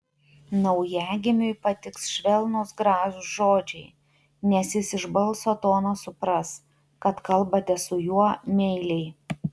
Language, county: Lithuanian, Utena